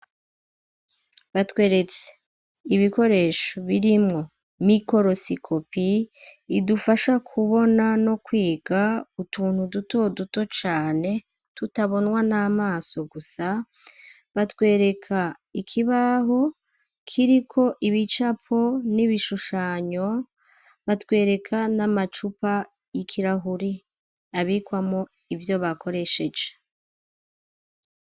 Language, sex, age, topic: Rundi, female, 36-49, education